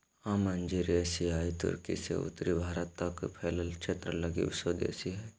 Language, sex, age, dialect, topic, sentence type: Magahi, male, 18-24, Southern, agriculture, statement